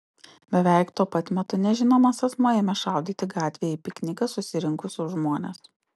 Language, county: Lithuanian, Utena